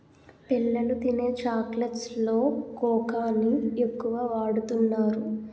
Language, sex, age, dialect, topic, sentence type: Telugu, female, 18-24, Utterandhra, agriculture, statement